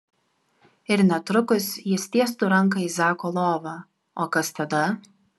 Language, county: Lithuanian, Vilnius